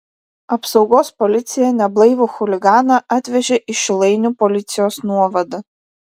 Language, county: Lithuanian, Vilnius